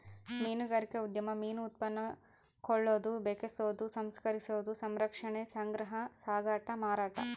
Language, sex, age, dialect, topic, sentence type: Kannada, female, 25-30, Central, agriculture, statement